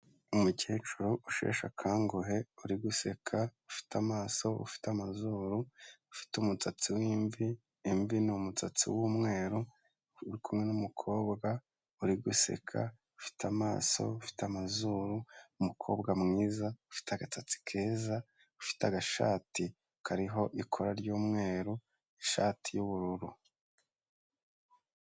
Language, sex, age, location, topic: Kinyarwanda, male, 25-35, Kigali, health